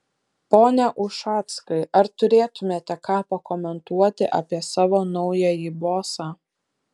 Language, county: Lithuanian, Telšiai